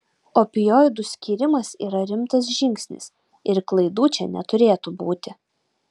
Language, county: Lithuanian, Utena